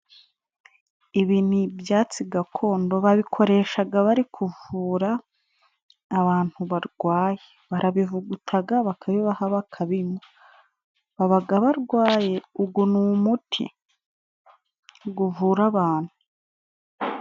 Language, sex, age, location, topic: Kinyarwanda, female, 25-35, Musanze, health